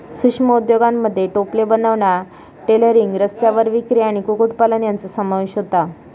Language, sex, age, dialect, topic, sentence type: Marathi, female, 25-30, Southern Konkan, banking, statement